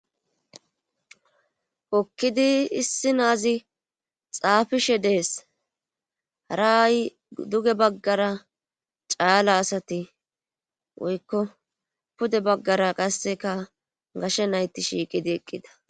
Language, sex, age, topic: Gamo, female, 25-35, government